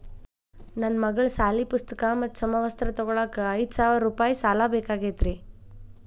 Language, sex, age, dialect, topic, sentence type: Kannada, female, 25-30, Dharwad Kannada, banking, question